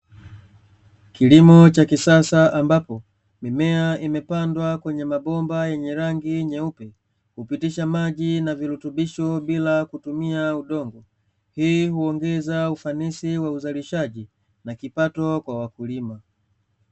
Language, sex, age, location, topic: Swahili, male, 25-35, Dar es Salaam, agriculture